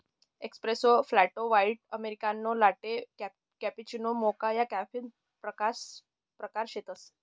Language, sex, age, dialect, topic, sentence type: Marathi, male, 60-100, Northern Konkan, agriculture, statement